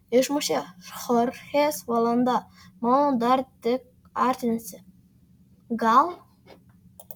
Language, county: Lithuanian, Kaunas